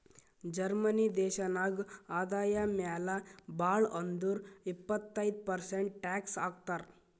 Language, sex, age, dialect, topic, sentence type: Kannada, male, 31-35, Northeastern, banking, statement